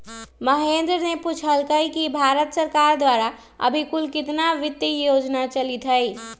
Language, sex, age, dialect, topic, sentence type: Magahi, male, 25-30, Western, banking, statement